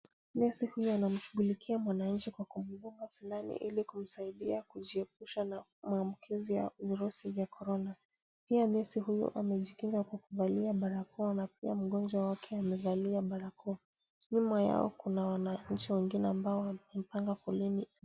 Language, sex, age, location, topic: Swahili, female, 25-35, Kisumu, health